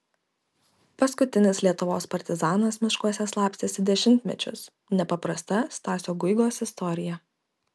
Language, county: Lithuanian, Kaunas